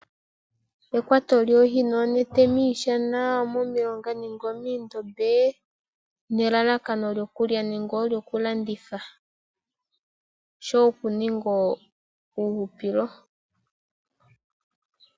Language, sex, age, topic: Oshiwambo, female, 18-24, agriculture